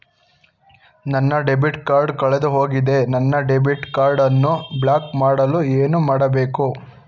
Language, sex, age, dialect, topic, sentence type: Kannada, male, 41-45, Mysore Kannada, banking, question